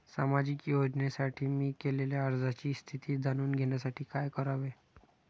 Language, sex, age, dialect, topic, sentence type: Marathi, male, 25-30, Standard Marathi, banking, question